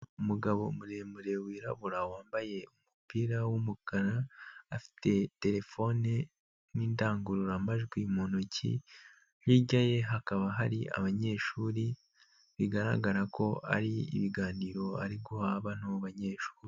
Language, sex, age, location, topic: Kinyarwanda, male, 18-24, Nyagatare, education